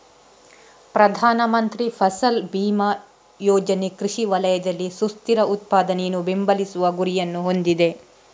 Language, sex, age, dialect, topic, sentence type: Kannada, female, 31-35, Coastal/Dakshin, agriculture, statement